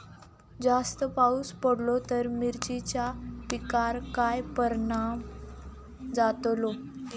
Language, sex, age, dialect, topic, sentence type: Marathi, female, 18-24, Southern Konkan, agriculture, question